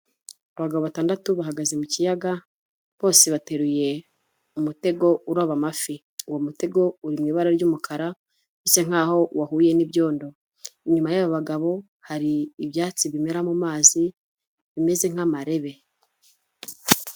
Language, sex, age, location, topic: Kinyarwanda, female, 25-35, Nyagatare, agriculture